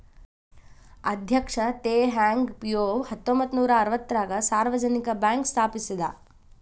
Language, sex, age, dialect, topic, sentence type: Kannada, female, 25-30, Dharwad Kannada, banking, statement